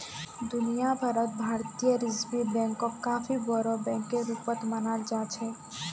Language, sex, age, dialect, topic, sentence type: Magahi, female, 18-24, Northeastern/Surjapuri, banking, statement